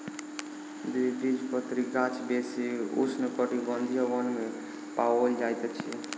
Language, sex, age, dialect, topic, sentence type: Maithili, male, 18-24, Southern/Standard, agriculture, statement